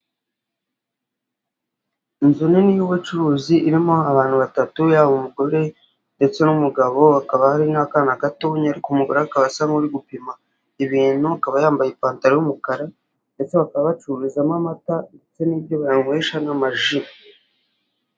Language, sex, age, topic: Kinyarwanda, male, 25-35, finance